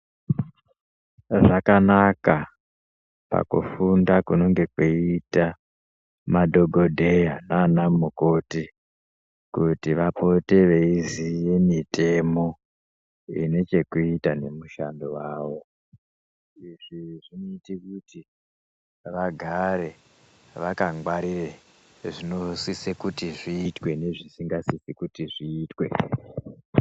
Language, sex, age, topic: Ndau, female, 36-49, health